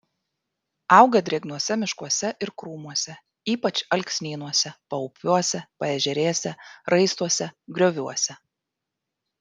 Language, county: Lithuanian, Vilnius